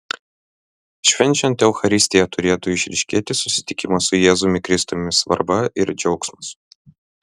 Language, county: Lithuanian, Vilnius